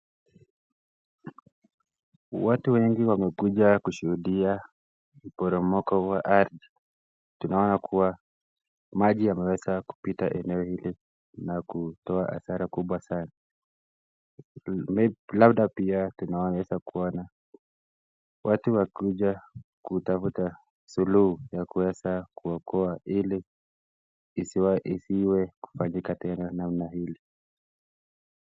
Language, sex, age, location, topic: Swahili, male, 18-24, Nakuru, health